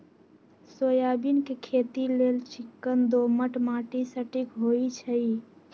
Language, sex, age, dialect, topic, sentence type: Magahi, female, 41-45, Western, agriculture, statement